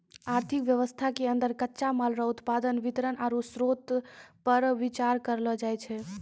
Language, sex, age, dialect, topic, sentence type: Maithili, female, 18-24, Angika, banking, statement